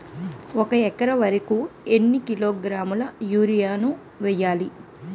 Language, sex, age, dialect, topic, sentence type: Telugu, female, 25-30, Utterandhra, agriculture, question